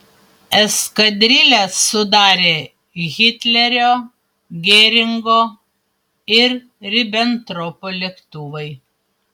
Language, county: Lithuanian, Panevėžys